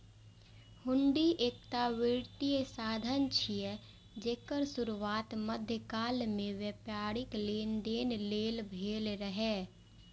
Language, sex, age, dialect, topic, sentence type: Maithili, female, 56-60, Eastern / Thethi, banking, statement